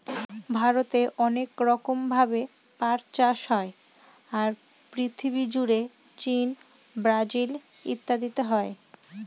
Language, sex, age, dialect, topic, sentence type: Bengali, female, 25-30, Northern/Varendri, agriculture, statement